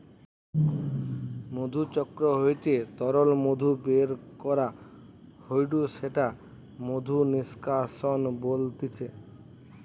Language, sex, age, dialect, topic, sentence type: Bengali, male, 36-40, Western, agriculture, statement